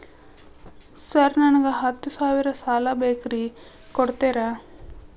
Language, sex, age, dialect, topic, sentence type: Kannada, female, 31-35, Dharwad Kannada, banking, question